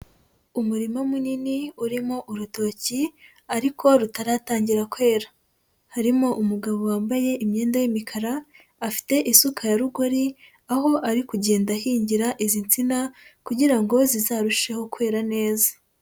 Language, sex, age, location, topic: Kinyarwanda, female, 25-35, Huye, agriculture